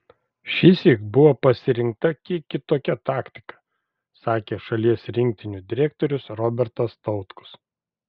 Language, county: Lithuanian, Vilnius